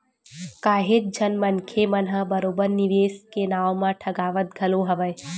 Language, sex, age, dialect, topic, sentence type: Chhattisgarhi, female, 18-24, Western/Budati/Khatahi, banking, statement